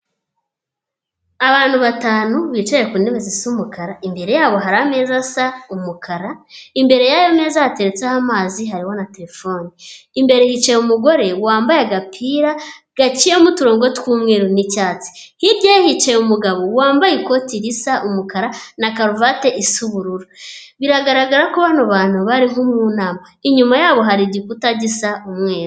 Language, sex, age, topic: Kinyarwanda, female, 18-24, government